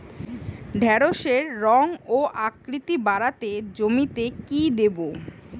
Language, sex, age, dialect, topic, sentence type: Bengali, female, 25-30, Western, agriculture, question